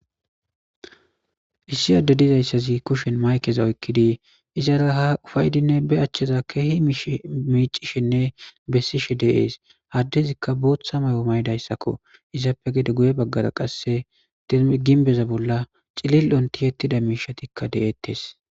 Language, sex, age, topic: Gamo, male, 25-35, government